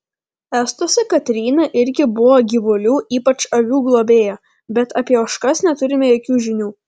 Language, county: Lithuanian, Vilnius